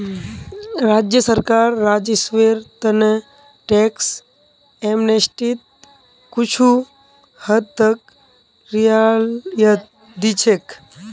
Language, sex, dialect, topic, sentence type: Magahi, female, Northeastern/Surjapuri, banking, statement